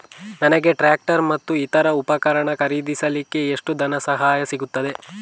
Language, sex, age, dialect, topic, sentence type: Kannada, male, 18-24, Coastal/Dakshin, agriculture, question